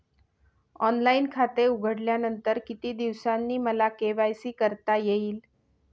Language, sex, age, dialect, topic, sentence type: Marathi, female, 41-45, Northern Konkan, banking, question